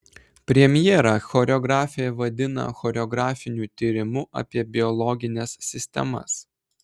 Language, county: Lithuanian, Klaipėda